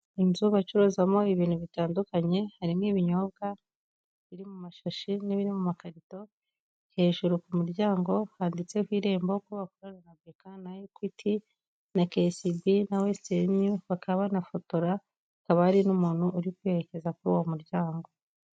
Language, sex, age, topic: Kinyarwanda, female, 25-35, government